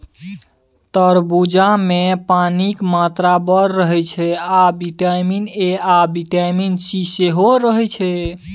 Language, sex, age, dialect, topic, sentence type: Maithili, male, 18-24, Bajjika, agriculture, statement